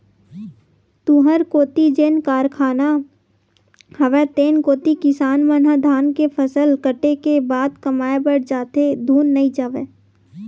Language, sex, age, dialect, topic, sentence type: Chhattisgarhi, female, 18-24, Western/Budati/Khatahi, agriculture, statement